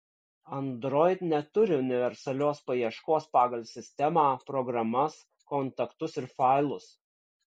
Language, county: Lithuanian, Kaunas